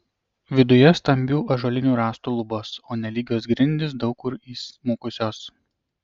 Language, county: Lithuanian, Kaunas